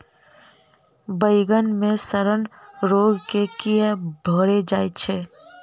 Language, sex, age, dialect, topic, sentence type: Maithili, female, 25-30, Southern/Standard, agriculture, question